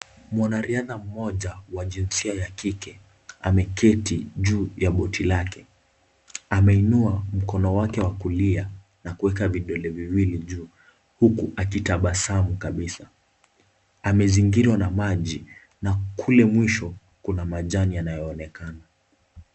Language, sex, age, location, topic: Swahili, male, 18-24, Kisumu, education